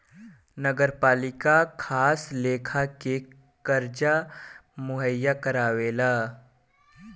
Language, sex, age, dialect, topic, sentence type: Bhojpuri, male, 18-24, Southern / Standard, banking, statement